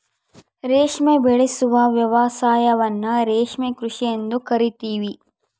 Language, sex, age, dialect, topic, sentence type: Kannada, female, 51-55, Central, agriculture, statement